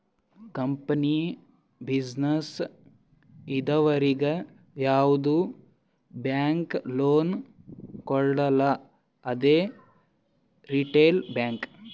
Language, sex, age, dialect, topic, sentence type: Kannada, male, 18-24, Northeastern, banking, statement